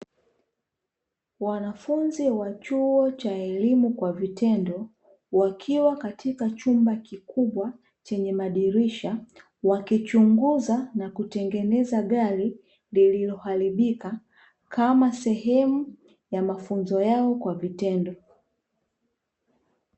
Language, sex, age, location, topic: Swahili, female, 25-35, Dar es Salaam, education